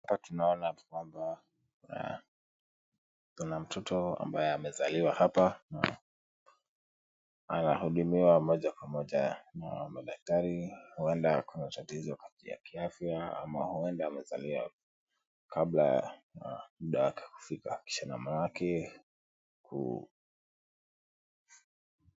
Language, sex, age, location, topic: Swahili, male, 18-24, Kisumu, health